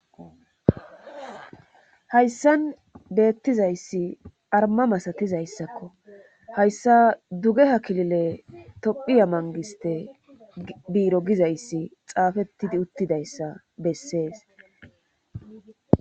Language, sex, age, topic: Gamo, female, 25-35, government